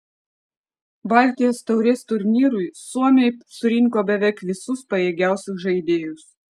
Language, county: Lithuanian, Vilnius